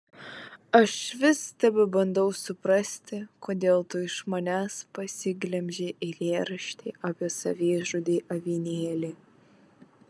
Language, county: Lithuanian, Vilnius